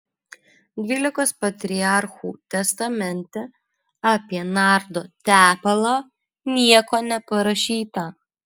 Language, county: Lithuanian, Alytus